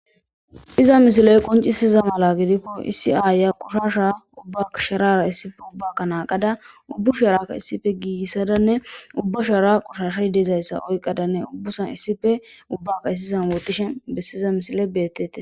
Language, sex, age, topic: Gamo, female, 25-35, government